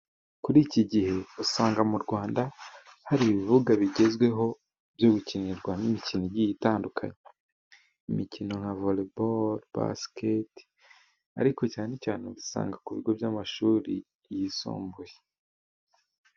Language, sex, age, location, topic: Kinyarwanda, male, 18-24, Musanze, government